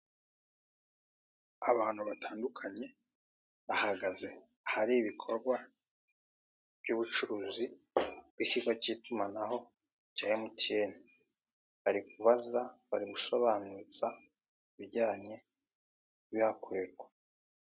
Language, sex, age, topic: Kinyarwanda, male, 36-49, finance